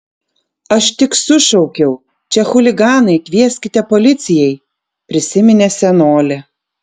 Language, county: Lithuanian, Vilnius